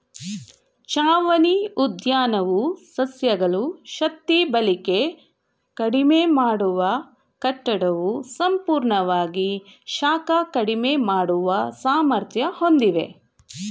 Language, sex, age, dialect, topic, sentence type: Kannada, female, 41-45, Mysore Kannada, agriculture, statement